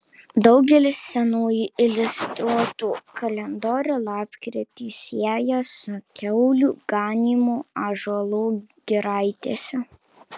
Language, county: Lithuanian, Kaunas